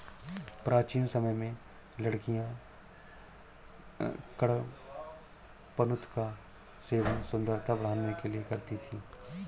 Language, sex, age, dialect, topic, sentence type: Hindi, male, 46-50, Awadhi Bundeli, agriculture, statement